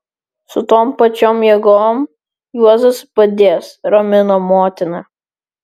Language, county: Lithuanian, Vilnius